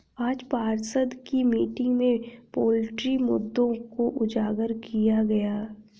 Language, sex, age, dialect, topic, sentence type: Hindi, female, 18-24, Hindustani Malvi Khadi Boli, agriculture, statement